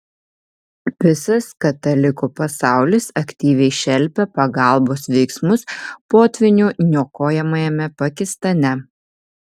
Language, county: Lithuanian, Vilnius